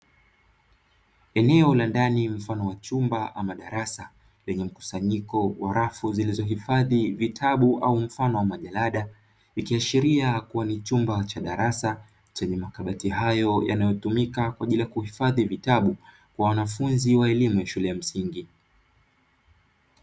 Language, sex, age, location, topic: Swahili, male, 25-35, Dar es Salaam, education